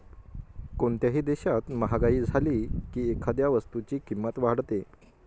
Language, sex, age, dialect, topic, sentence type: Marathi, male, 25-30, Northern Konkan, banking, statement